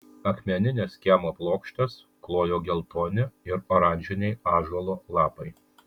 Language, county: Lithuanian, Kaunas